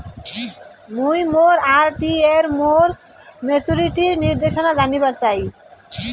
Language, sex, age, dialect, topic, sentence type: Bengali, male, 18-24, Rajbangshi, banking, statement